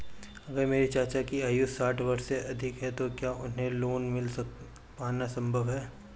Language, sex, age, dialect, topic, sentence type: Hindi, male, 25-30, Marwari Dhudhari, banking, statement